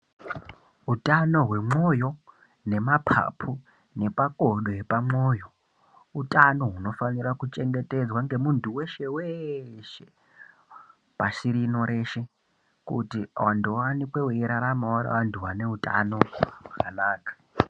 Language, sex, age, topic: Ndau, male, 18-24, health